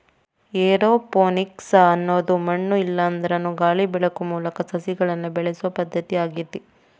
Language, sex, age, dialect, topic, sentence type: Kannada, female, 18-24, Dharwad Kannada, agriculture, statement